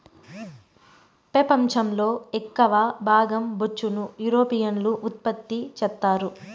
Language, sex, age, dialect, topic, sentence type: Telugu, female, 25-30, Southern, agriculture, statement